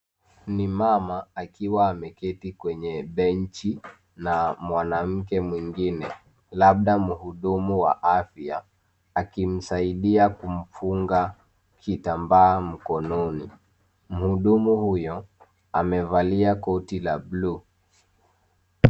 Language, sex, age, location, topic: Swahili, male, 25-35, Nairobi, health